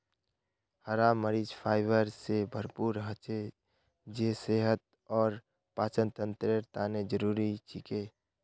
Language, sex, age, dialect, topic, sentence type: Magahi, male, 25-30, Northeastern/Surjapuri, agriculture, statement